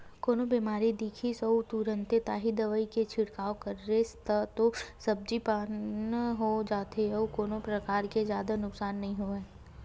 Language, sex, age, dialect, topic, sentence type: Chhattisgarhi, female, 18-24, Western/Budati/Khatahi, agriculture, statement